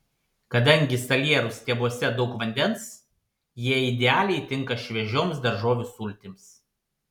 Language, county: Lithuanian, Panevėžys